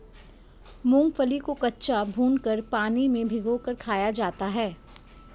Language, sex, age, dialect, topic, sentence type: Hindi, female, 25-30, Hindustani Malvi Khadi Boli, agriculture, statement